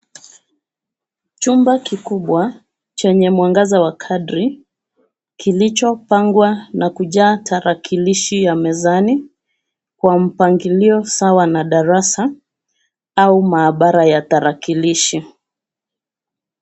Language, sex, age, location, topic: Swahili, female, 36-49, Nairobi, education